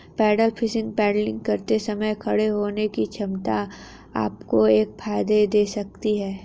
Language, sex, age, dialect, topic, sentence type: Hindi, female, 31-35, Hindustani Malvi Khadi Boli, agriculture, statement